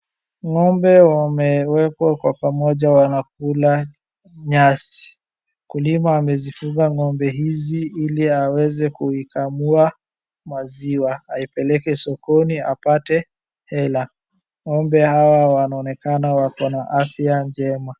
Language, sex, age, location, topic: Swahili, male, 50+, Wajir, agriculture